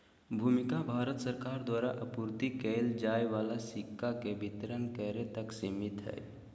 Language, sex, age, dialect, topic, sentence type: Magahi, male, 25-30, Southern, banking, statement